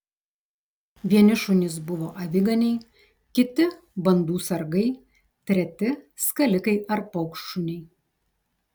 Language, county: Lithuanian, Telšiai